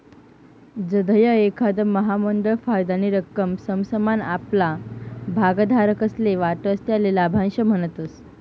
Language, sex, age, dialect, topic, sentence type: Marathi, female, 18-24, Northern Konkan, banking, statement